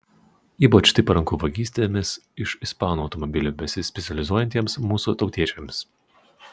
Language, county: Lithuanian, Utena